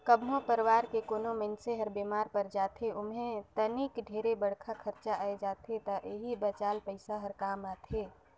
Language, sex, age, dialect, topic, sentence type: Chhattisgarhi, female, 25-30, Northern/Bhandar, banking, statement